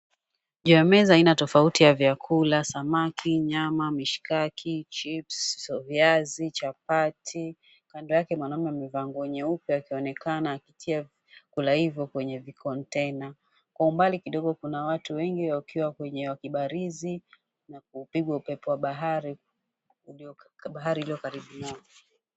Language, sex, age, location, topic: Swahili, female, 36-49, Mombasa, agriculture